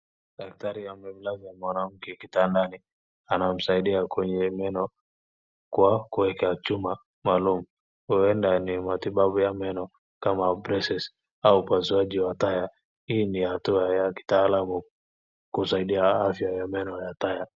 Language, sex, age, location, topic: Swahili, male, 25-35, Wajir, health